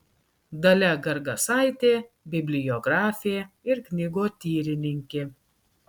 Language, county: Lithuanian, Klaipėda